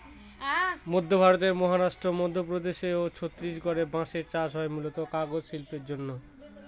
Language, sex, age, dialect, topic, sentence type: Bengali, male, 25-30, Northern/Varendri, agriculture, statement